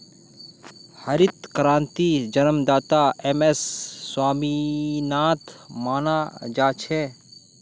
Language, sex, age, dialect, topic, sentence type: Magahi, male, 31-35, Northeastern/Surjapuri, agriculture, statement